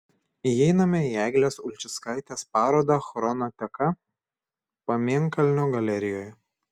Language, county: Lithuanian, Šiauliai